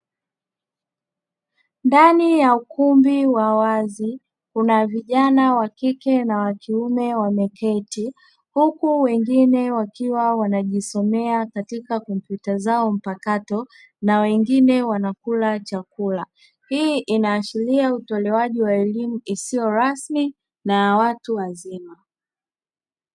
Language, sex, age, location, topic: Swahili, female, 25-35, Dar es Salaam, education